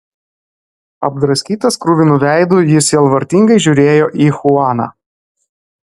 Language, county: Lithuanian, Klaipėda